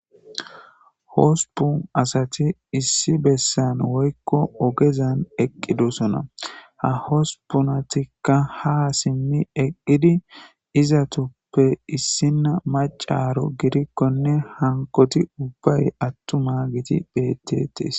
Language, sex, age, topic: Gamo, male, 18-24, government